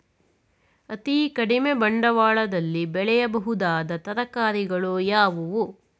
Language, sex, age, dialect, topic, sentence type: Kannada, female, 41-45, Mysore Kannada, agriculture, question